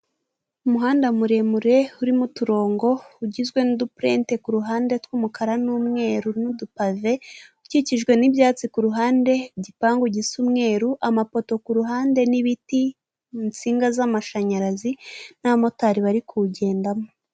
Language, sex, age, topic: Kinyarwanda, female, 18-24, government